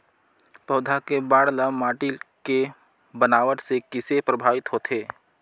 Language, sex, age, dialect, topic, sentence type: Chhattisgarhi, male, 25-30, Northern/Bhandar, agriculture, statement